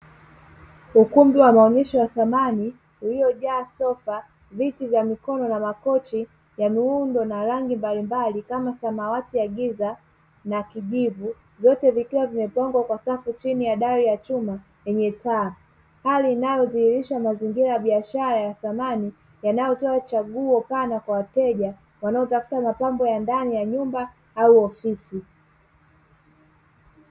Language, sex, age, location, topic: Swahili, male, 18-24, Dar es Salaam, finance